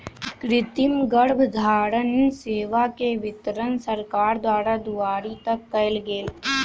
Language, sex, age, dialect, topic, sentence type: Magahi, male, 18-24, Western, agriculture, statement